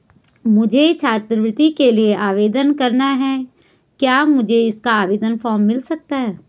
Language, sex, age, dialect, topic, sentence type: Hindi, female, 41-45, Garhwali, banking, question